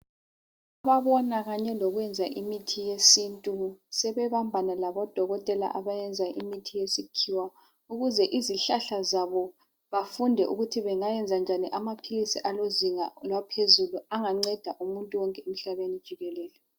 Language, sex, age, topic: North Ndebele, female, 50+, health